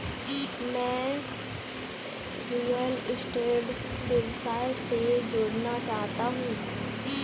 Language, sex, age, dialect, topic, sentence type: Hindi, female, 18-24, Kanauji Braj Bhasha, banking, statement